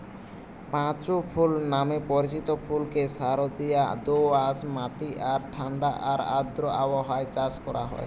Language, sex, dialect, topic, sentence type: Bengali, male, Western, agriculture, statement